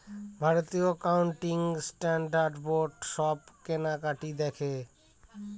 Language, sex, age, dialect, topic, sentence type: Bengali, male, 25-30, Northern/Varendri, banking, statement